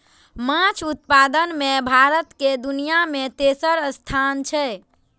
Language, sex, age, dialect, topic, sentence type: Maithili, female, 18-24, Eastern / Thethi, agriculture, statement